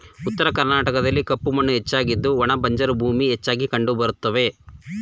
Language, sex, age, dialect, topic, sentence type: Kannada, male, 36-40, Mysore Kannada, agriculture, statement